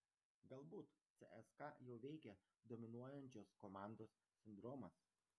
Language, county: Lithuanian, Vilnius